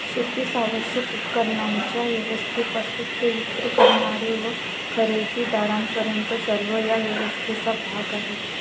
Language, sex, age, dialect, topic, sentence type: Marathi, male, 18-24, Standard Marathi, agriculture, statement